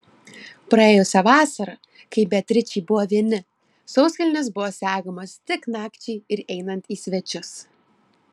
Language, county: Lithuanian, Klaipėda